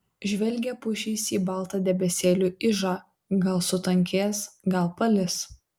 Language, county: Lithuanian, Vilnius